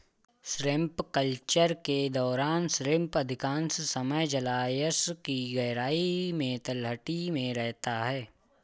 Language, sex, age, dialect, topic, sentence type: Hindi, male, 18-24, Awadhi Bundeli, agriculture, statement